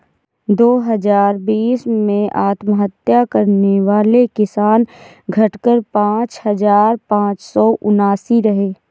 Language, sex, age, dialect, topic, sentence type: Hindi, female, 18-24, Awadhi Bundeli, agriculture, statement